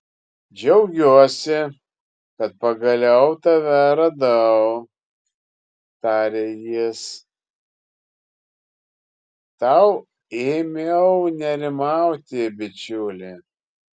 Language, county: Lithuanian, Kaunas